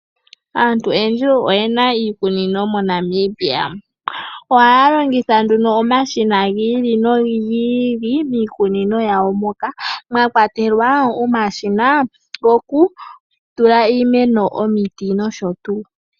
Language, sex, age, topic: Oshiwambo, female, 18-24, agriculture